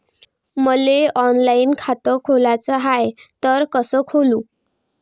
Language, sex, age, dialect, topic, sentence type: Marathi, female, 18-24, Varhadi, banking, question